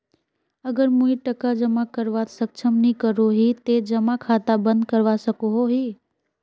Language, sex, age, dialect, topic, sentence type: Magahi, female, 18-24, Northeastern/Surjapuri, banking, question